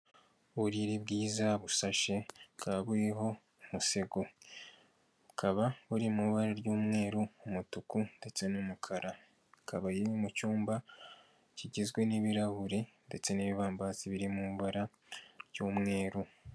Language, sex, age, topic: Kinyarwanda, male, 18-24, finance